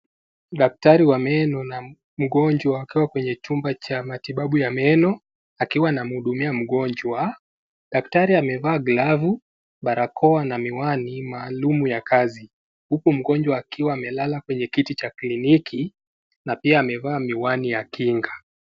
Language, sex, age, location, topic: Swahili, male, 18-24, Nakuru, health